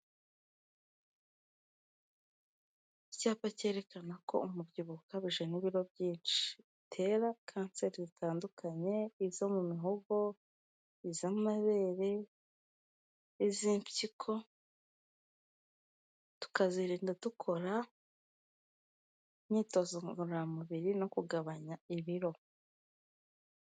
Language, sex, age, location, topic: Kinyarwanda, female, 25-35, Kigali, health